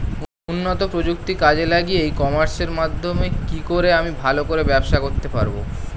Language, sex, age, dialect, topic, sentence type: Bengali, male, 18-24, Standard Colloquial, agriculture, question